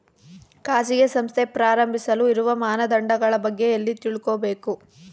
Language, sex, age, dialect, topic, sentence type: Kannada, female, 18-24, Central, banking, question